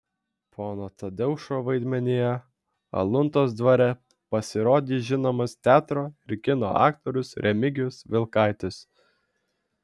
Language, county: Lithuanian, Vilnius